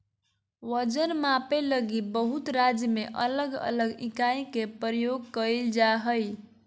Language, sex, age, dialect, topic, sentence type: Magahi, female, 41-45, Southern, agriculture, statement